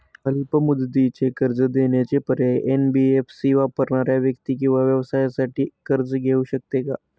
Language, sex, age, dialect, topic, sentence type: Marathi, male, 18-24, Northern Konkan, banking, question